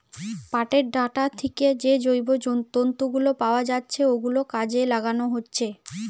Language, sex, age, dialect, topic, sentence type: Bengali, female, 25-30, Western, agriculture, statement